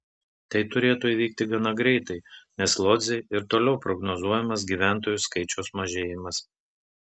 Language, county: Lithuanian, Telšiai